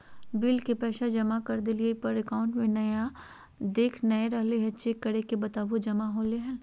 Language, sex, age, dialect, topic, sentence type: Magahi, female, 31-35, Southern, banking, question